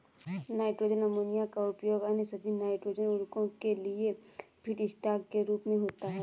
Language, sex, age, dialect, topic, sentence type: Hindi, female, 18-24, Kanauji Braj Bhasha, agriculture, statement